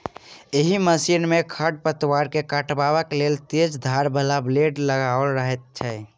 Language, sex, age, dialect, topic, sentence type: Maithili, male, 60-100, Southern/Standard, agriculture, statement